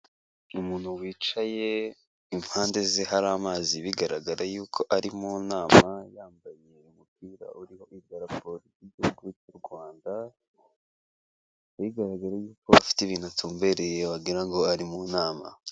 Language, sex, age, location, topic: Kinyarwanda, male, 18-24, Kigali, government